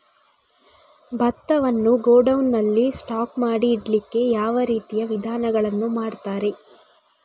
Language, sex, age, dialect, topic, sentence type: Kannada, female, 36-40, Coastal/Dakshin, agriculture, question